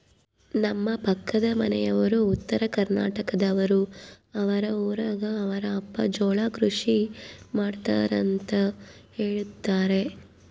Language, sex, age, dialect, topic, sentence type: Kannada, female, 25-30, Central, agriculture, statement